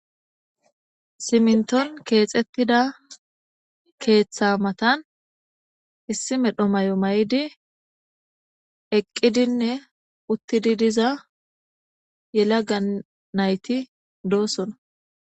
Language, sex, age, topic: Gamo, female, 18-24, government